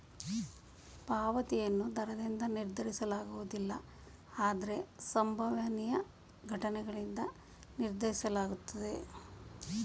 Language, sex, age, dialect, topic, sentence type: Kannada, female, 51-55, Mysore Kannada, banking, statement